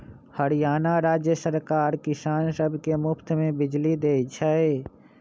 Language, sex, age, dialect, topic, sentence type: Magahi, male, 25-30, Western, agriculture, statement